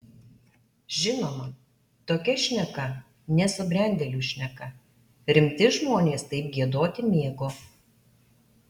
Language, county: Lithuanian, Alytus